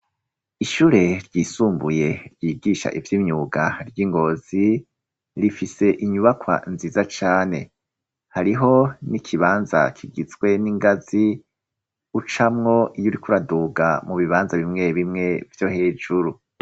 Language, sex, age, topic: Rundi, male, 36-49, education